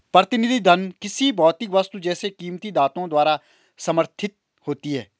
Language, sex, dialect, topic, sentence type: Hindi, male, Marwari Dhudhari, banking, statement